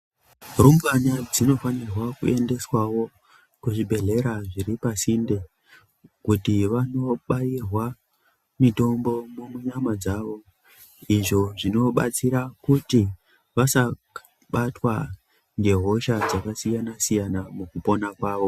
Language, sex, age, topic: Ndau, male, 25-35, health